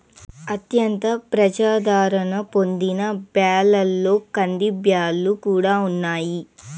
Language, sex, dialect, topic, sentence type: Telugu, female, Southern, agriculture, statement